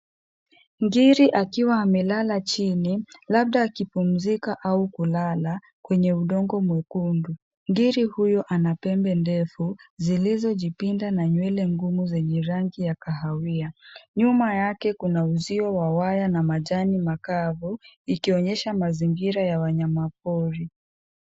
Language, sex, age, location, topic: Swahili, male, 18-24, Nairobi, government